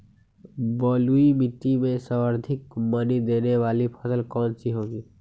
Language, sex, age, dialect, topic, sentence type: Magahi, male, 18-24, Western, agriculture, question